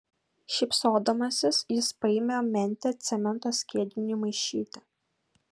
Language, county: Lithuanian, Kaunas